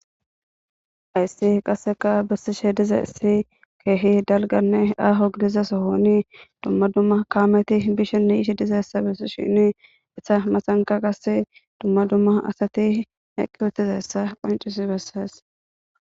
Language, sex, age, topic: Gamo, female, 18-24, government